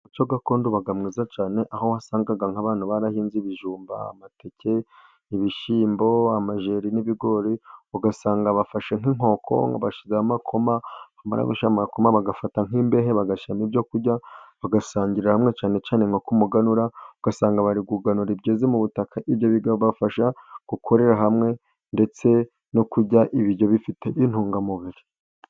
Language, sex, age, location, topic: Kinyarwanda, male, 25-35, Burera, government